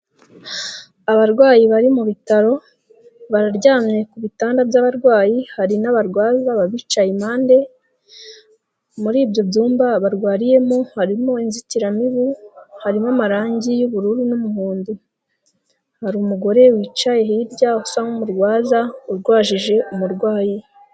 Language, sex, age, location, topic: Kinyarwanda, female, 18-24, Nyagatare, health